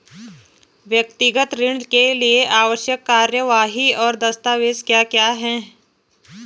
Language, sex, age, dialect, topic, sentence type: Hindi, female, 31-35, Garhwali, banking, question